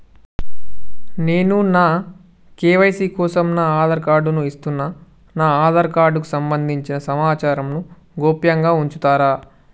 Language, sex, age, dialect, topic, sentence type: Telugu, male, 18-24, Telangana, banking, question